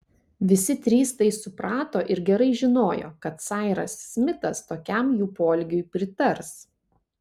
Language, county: Lithuanian, Panevėžys